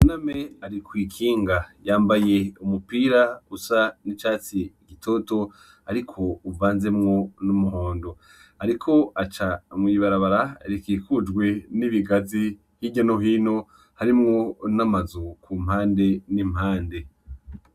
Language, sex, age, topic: Rundi, male, 25-35, agriculture